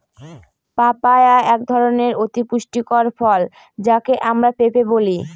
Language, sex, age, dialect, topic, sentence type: Bengali, female, 25-30, Northern/Varendri, agriculture, statement